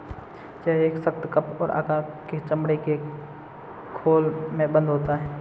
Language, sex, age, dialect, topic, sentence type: Hindi, male, 18-24, Marwari Dhudhari, agriculture, statement